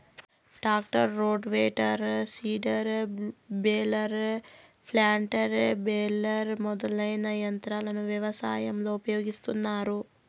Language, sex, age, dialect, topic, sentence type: Telugu, female, 31-35, Southern, agriculture, statement